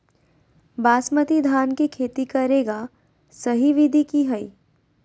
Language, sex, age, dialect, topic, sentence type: Magahi, female, 18-24, Southern, agriculture, question